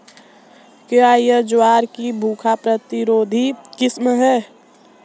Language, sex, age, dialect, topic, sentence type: Hindi, male, 18-24, Marwari Dhudhari, agriculture, question